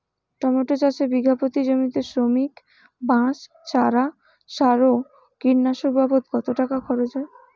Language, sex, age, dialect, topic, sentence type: Bengali, female, 18-24, Rajbangshi, agriculture, question